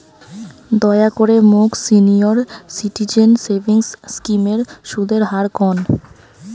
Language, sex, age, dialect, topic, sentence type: Bengali, female, 18-24, Rajbangshi, banking, statement